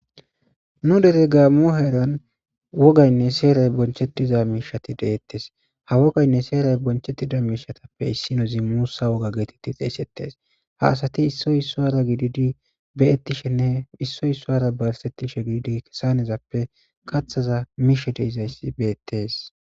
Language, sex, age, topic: Gamo, male, 18-24, government